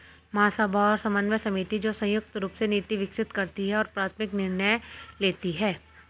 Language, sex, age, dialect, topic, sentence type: Hindi, female, 25-30, Hindustani Malvi Khadi Boli, banking, statement